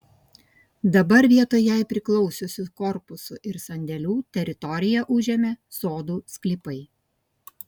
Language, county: Lithuanian, Kaunas